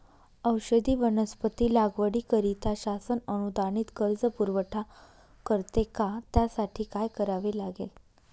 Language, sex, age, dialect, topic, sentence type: Marathi, female, 18-24, Northern Konkan, agriculture, question